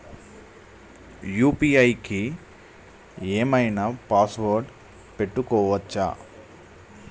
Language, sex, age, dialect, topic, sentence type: Telugu, male, 25-30, Telangana, banking, question